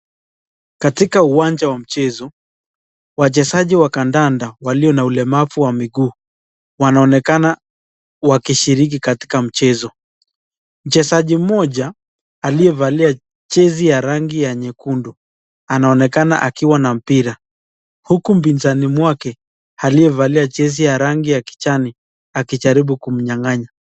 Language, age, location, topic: Swahili, 36-49, Nakuru, education